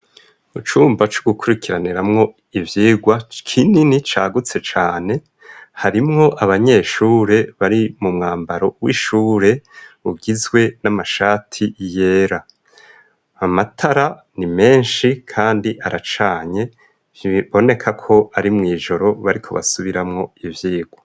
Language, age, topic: Rundi, 25-35, education